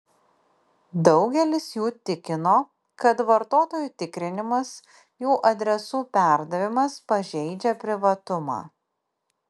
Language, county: Lithuanian, Panevėžys